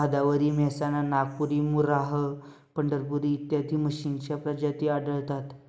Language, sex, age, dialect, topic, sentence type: Marathi, male, 18-24, Standard Marathi, agriculture, statement